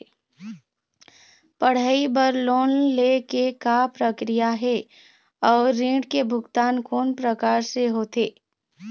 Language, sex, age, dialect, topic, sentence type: Chhattisgarhi, female, 25-30, Eastern, banking, question